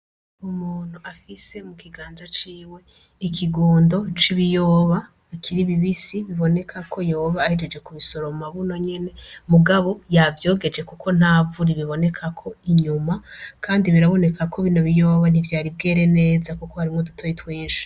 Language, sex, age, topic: Rundi, female, 25-35, agriculture